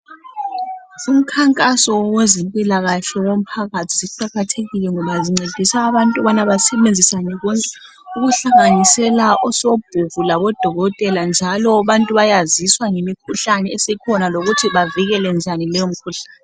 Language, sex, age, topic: North Ndebele, female, 18-24, health